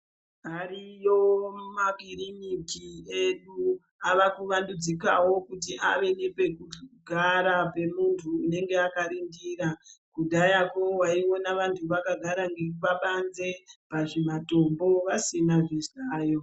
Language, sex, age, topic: Ndau, female, 36-49, health